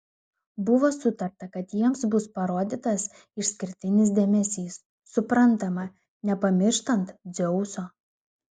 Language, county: Lithuanian, Klaipėda